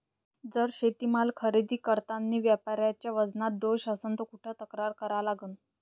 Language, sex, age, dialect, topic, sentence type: Marathi, male, 60-100, Varhadi, agriculture, question